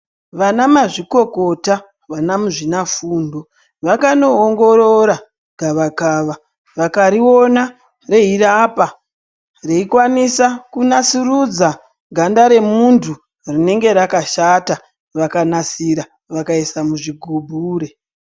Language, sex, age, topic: Ndau, male, 50+, health